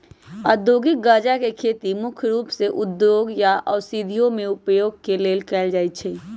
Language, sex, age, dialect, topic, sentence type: Magahi, female, 18-24, Western, agriculture, statement